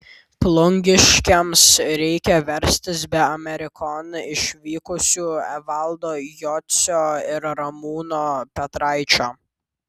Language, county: Lithuanian, Vilnius